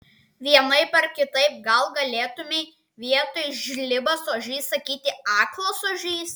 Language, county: Lithuanian, Klaipėda